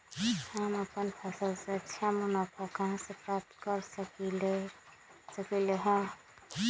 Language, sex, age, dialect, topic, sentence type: Magahi, female, 36-40, Western, agriculture, question